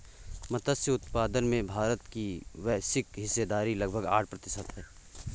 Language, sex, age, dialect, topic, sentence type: Hindi, male, 18-24, Awadhi Bundeli, agriculture, statement